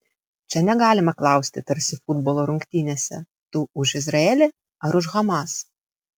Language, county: Lithuanian, Vilnius